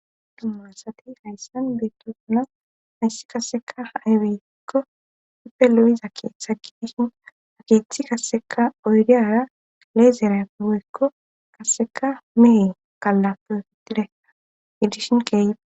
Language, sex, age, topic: Gamo, female, 25-35, government